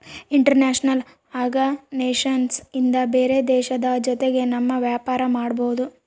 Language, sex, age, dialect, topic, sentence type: Kannada, female, 18-24, Central, banking, statement